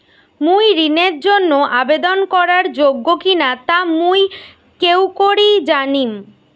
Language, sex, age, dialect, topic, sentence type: Bengali, female, 18-24, Rajbangshi, banking, statement